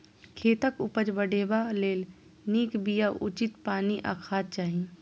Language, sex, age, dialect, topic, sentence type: Maithili, female, 25-30, Eastern / Thethi, agriculture, statement